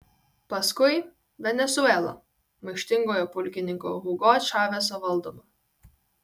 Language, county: Lithuanian, Kaunas